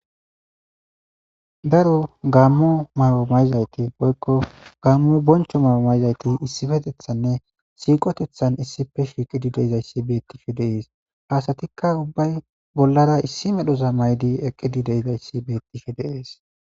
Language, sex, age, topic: Gamo, male, 18-24, government